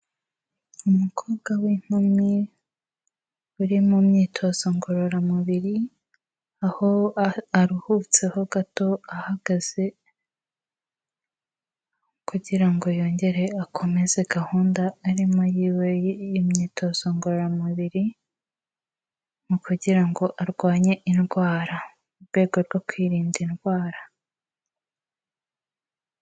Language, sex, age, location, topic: Kinyarwanda, female, 18-24, Kigali, health